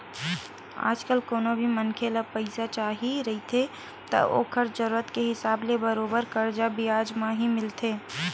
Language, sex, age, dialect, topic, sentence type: Chhattisgarhi, female, 18-24, Western/Budati/Khatahi, banking, statement